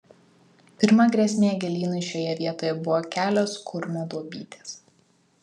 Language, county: Lithuanian, Vilnius